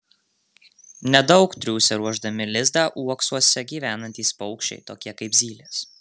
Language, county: Lithuanian, Marijampolė